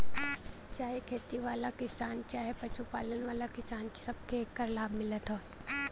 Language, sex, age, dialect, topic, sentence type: Bhojpuri, female, 18-24, Western, agriculture, statement